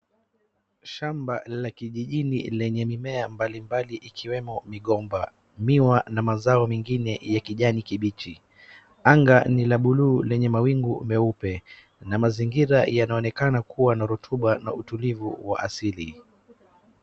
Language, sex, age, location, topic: Swahili, male, 36-49, Wajir, agriculture